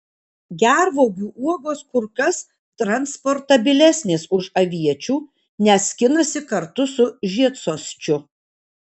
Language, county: Lithuanian, Kaunas